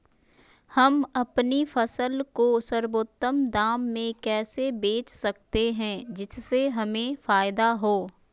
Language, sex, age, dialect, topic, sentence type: Magahi, female, 31-35, Western, agriculture, question